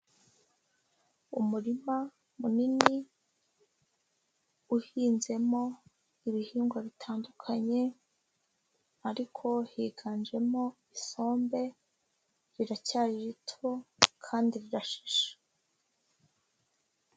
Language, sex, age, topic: Kinyarwanda, female, 25-35, agriculture